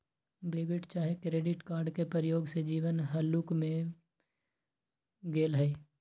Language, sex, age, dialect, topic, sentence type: Magahi, male, 18-24, Western, banking, statement